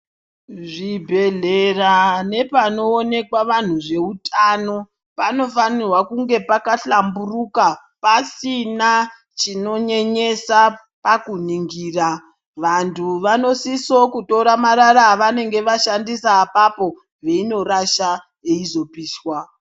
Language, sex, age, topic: Ndau, female, 36-49, health